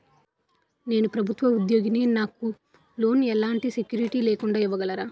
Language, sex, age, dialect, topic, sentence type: Telugu, female, 18-24, Utterandhra, banking, question